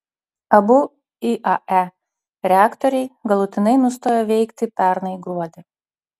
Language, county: Lithuanian, Utena